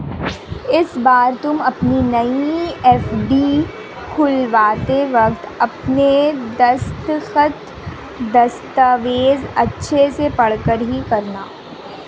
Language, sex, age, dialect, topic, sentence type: Hindi, female, 18-24, Marwari Dhudhari, banking, statement